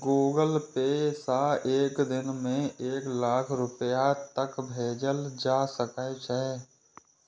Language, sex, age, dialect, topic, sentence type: Maithili, male, 18-24, Eastern / Thethi, banking, statement